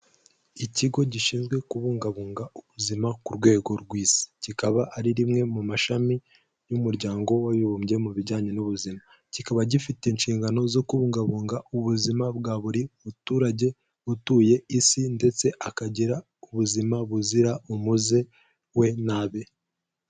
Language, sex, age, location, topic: Kinyarwanda, male, 18-24, Kigali, health